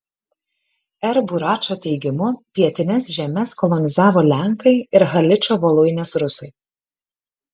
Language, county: Lithuanian, Kaunas